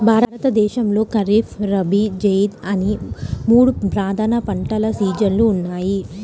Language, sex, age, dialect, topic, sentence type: Telugu, female, 18-24, Central/Coastal, agriculture, statement